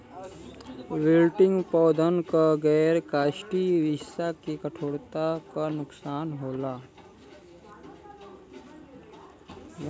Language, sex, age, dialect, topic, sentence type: Bhojpuri, male, <18, Western, agriculture, statement